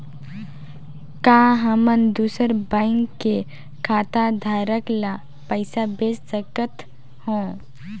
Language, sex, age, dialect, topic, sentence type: Chhattisgarhi, female, 18-24, Northern/Bhandar, banking, statement